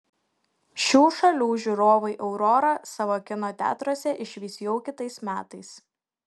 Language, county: Lithuanian, Šiauliai